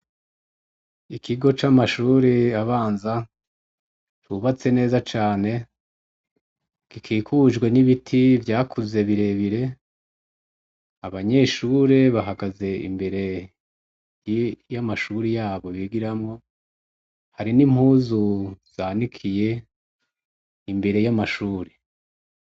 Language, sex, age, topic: Rundi, male, 36-49, education